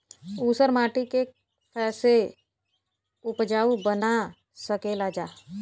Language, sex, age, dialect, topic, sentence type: Bhojpuri, female, 25-30, Western, agriculture, question